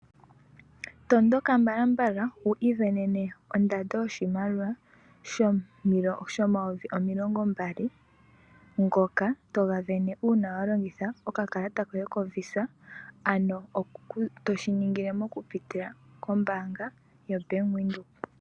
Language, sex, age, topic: Oshiwambo, female, 18-24, finance